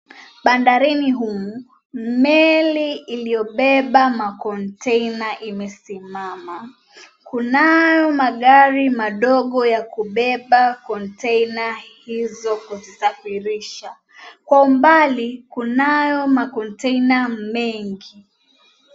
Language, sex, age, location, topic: Swahili, female, 18-24, Mombasa, government